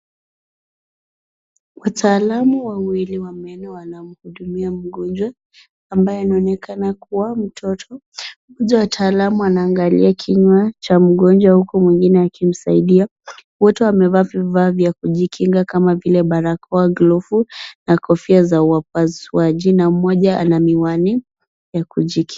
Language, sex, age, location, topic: Swahili, female, 25-35, Nairobi, health